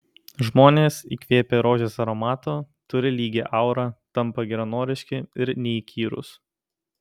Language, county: Lithuanian, Kaunas